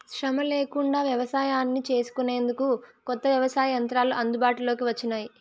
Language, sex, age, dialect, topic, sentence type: Telugu, female, 25-30, Southern, agriculture, statement